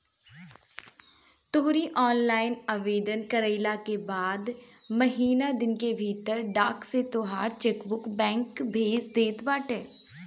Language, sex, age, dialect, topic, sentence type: Bhojpuri, female, 25-30, Northern, banking, statement